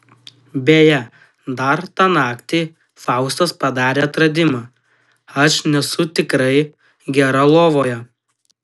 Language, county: Lithuanian, Utena